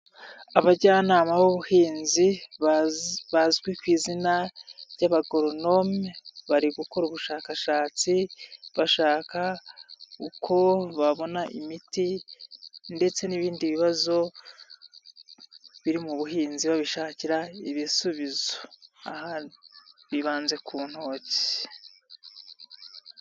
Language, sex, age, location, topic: Kinyarwanda, male, 25-35, Nyagatare, agriculture